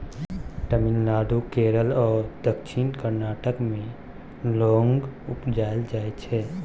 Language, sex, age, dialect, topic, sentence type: Maithili, male, 18-24, Bajjika, agriculture, statement